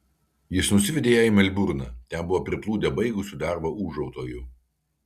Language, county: Lithuanian, Kaunas